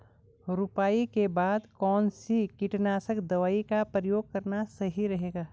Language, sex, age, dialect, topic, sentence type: Hindi, female, 46-50, Garhwali, agriculture, question